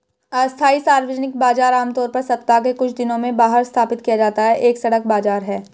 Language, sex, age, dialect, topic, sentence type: Hindi, female, 18-24, Marwari Dhudhari, agriculture, statement